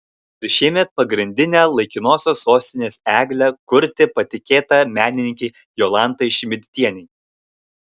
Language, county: Lithuanian, Kaunas